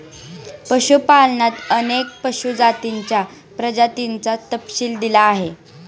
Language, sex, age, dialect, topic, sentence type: Marathi, male, 41-45, Standard Marathi, agriculture, statement